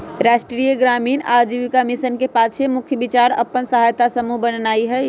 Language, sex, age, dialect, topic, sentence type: Magahi, male, 25-30, Western, banking, statement